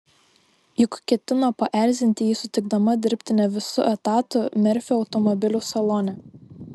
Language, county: Lithuanian, Šiauliai